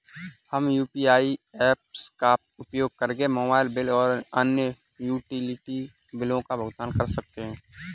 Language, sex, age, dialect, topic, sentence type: Hindi, male, 18-24, Kanauji Braj Bhasha, banking, statement